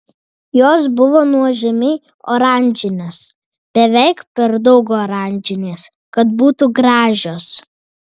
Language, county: Lithuanian, Vilnius